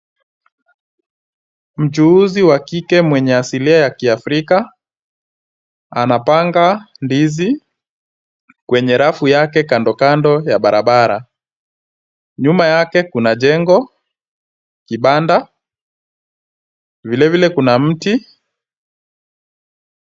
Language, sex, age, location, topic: Swahili, male, 25-35, Kisumu, agriculture